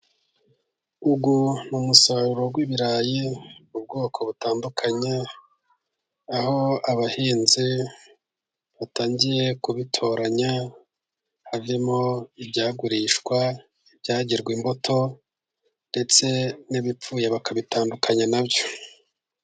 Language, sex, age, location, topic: Kinyarwanda, male, 50+, Musanze, agriculture